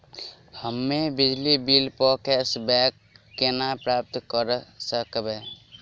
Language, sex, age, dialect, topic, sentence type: Maithili, male, 18-24, Southern/Standard, banking, question